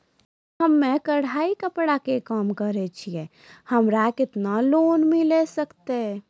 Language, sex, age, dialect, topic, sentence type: Maithili, female, 41-45, Angika, banking, question